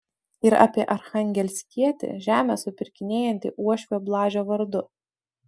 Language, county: Lithuanian, Utena